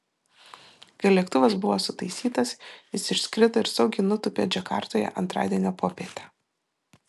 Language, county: Lithuanian, Vilnius